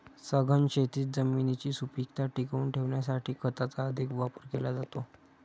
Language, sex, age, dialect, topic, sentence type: Marathi, male, 46-50, Standard Marathi, agriculture, statement